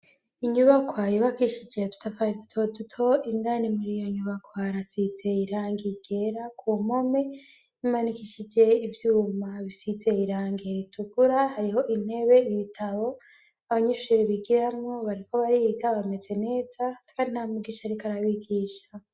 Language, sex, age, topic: Rundi, female, 25-35, education